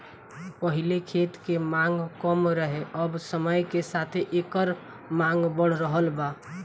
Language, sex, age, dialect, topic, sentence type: Bhojpuri, female, 18-24, Southern / Standard, agriculture, statement